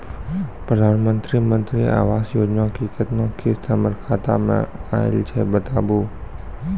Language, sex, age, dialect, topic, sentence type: Maithili, male, 18-24, Angika, banking, question